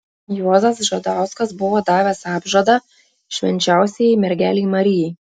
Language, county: Lithuanian, Klaipėda